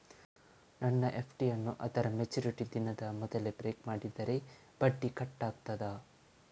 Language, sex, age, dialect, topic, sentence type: Kannada, male, 18-24, Coastal/Dakshin, banking, question